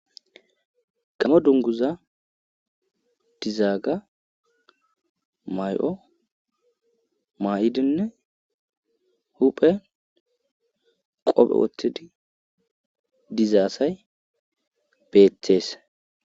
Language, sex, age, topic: Gamo, male, 18-24, government